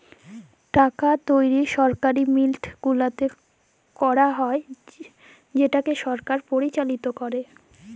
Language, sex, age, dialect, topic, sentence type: Bengali, female, 18-24, Jharkhandi, banking, statement